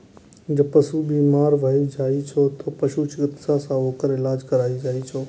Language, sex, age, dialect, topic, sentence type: Maithili, male, 18-24, Eastern / Thethi, agriculture, statement